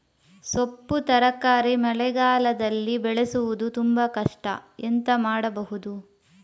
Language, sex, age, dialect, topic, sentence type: Kannada, female, 25-30, Coastal/Dakshin, agriculture, question